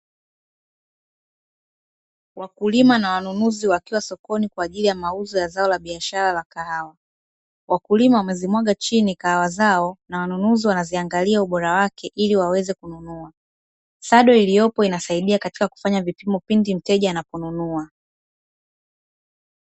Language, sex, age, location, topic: Swahili, female, 25-35, Dar es Salaam, agriculture